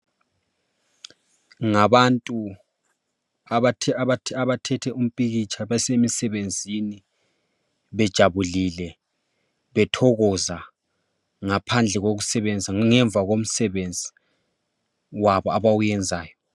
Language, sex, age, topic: North Ndebele, male, 25-35, health